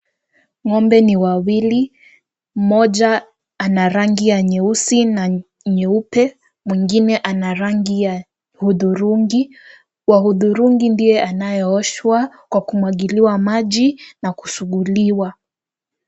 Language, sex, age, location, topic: Swahili, female, 18-24, Kisii, agriculture